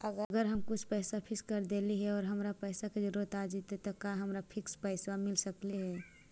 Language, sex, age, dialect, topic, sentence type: Magahi, male, 56-60, Central/Standard, banking, question